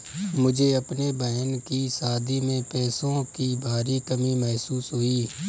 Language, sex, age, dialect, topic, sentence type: Hindi, male, 25-30, Kanauji Braj Bhasha, banking, statement